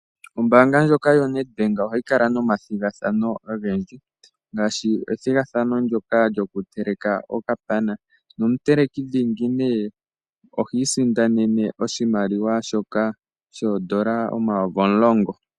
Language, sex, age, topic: Oshiwambo, male, 25-35, finance